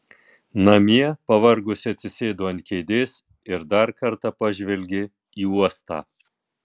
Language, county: Lithuanian, Tauragė